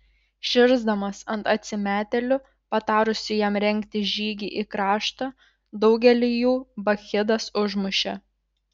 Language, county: Lithuanian, Šiauliai